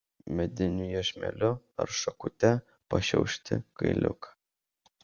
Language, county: Lithuanian, Vilnius